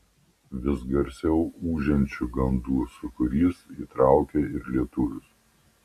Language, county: Lithuanian, Panevėžys